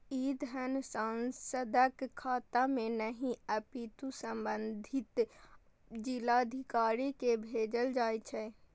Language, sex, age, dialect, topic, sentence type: Maithili, female, 36-40, Eastern / Thethi, banking, statement